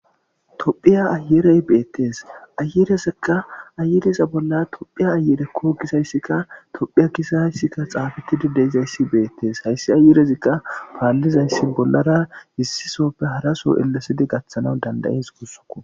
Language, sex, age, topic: Gamo, male, 25-35, government